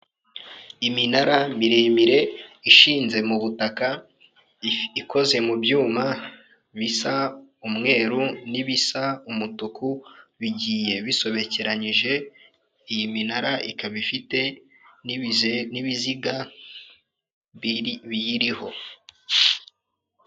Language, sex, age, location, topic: Kinyarwanda, male, 25-35, Kigali, government